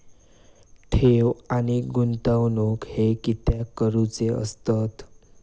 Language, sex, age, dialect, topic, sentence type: Marathi, male, 18-24, Southern Konkan, banking, question